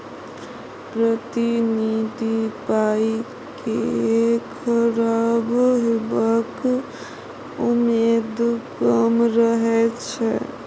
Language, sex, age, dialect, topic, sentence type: Maithili, female, 60-100, Bajjika, banking, statement